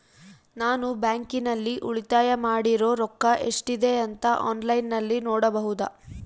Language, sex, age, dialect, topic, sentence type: Kannada, female, 18-24, Central, banking, question